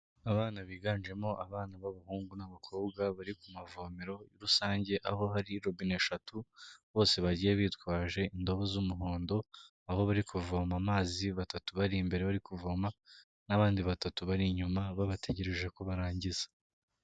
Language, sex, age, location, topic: Kinyarwanda, male, 18-24, Kigali, health